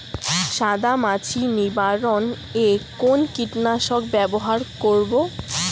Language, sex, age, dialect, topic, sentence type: Bengali, female, <18, Rajbangshi, agriculture, question